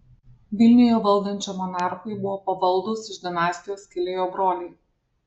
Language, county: Lithuanian, Alytus